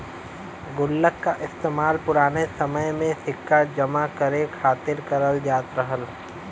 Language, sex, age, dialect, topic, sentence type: Bhojpuri, male, 18-24, Western, banking, statement